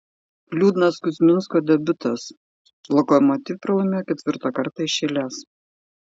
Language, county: Lithuanian, Šiauliai